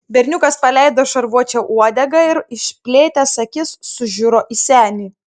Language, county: Lithuanian, Klaipėda